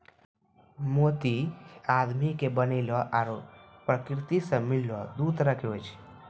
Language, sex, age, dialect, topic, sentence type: Maithili, male, 18-24, Angika, agriculture, statement